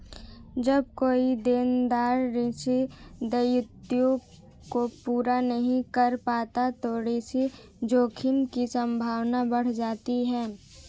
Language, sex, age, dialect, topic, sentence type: Hindi, female, 18-24, Marwari Dhudhari, banking, statement